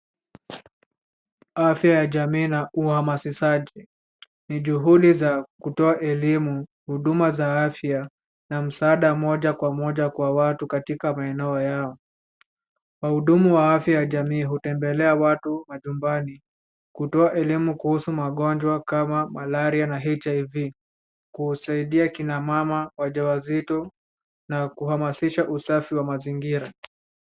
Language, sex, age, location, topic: Swahili, male, 18-24, Nairobi, health